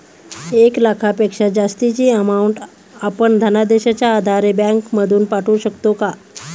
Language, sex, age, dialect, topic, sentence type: Marathi, female, 31-35, Standard Marathi, banking, question